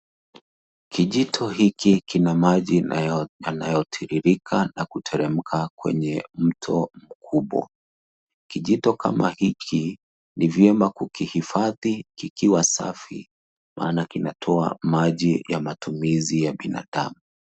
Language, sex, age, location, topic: Swahili, male, 36-49, Nairobi, health